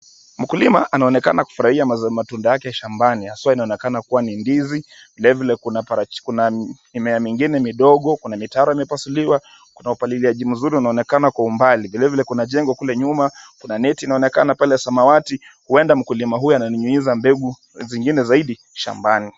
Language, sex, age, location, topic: Swahili, male, 25-35, Kisumu, agriculture